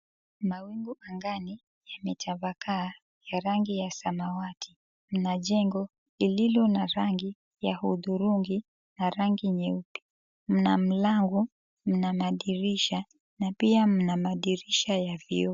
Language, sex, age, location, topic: Swahili, female, 36-49, Mombasa, government